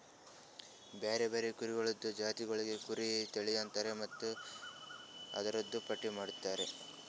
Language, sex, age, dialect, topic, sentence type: Kannada, male, 18-24, Northeastern, agriculture, statement